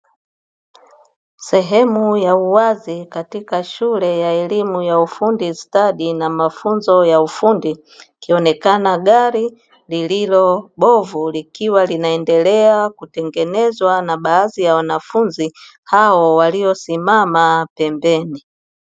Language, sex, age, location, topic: Swahili, female, 25-35, Dar es Salaam, education